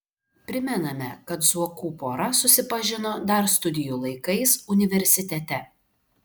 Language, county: Lithuanian, Šiauliai